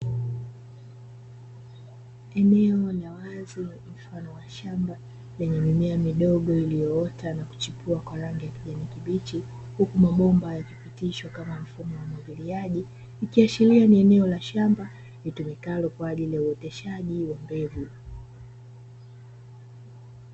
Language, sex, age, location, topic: Swahili, female, 25-35, Dar es Salaam, agriculture